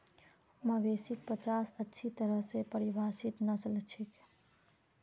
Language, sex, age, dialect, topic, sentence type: Magahi, female, 46-50, Northeastern/Surjapuri, agriculture, statement